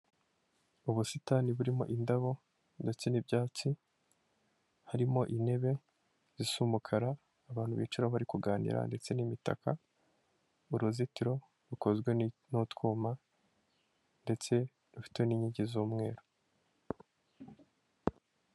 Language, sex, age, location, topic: Kinyarwanda, male, 18-24, Kigali, finance